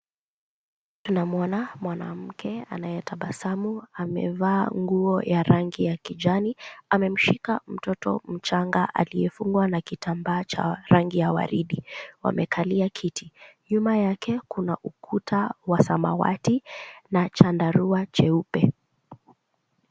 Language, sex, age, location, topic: Swahili, female, 18-24, Kisumu, health